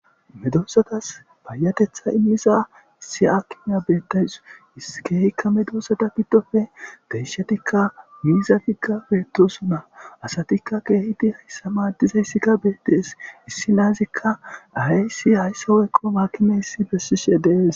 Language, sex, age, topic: Gamo, male, 25-35, agriculture